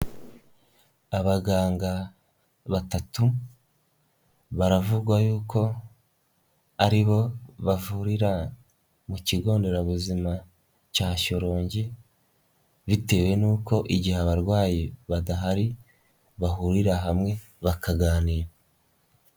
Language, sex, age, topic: Kinyarwanda, male, 18-24, health